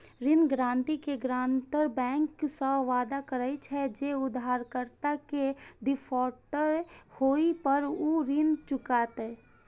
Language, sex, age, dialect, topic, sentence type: Maithili, female, 18-24, Eastern / Thethi, banking, statement